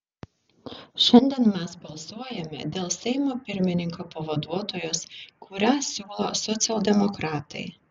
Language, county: Lithuanian, Šiauliai